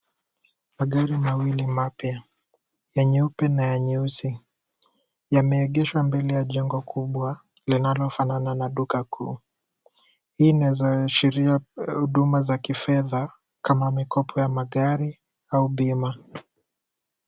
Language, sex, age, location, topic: Swahili, male, 18-24, Kisumu, finance